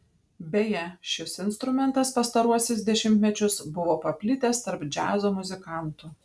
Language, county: Lithuanian, Panevėžys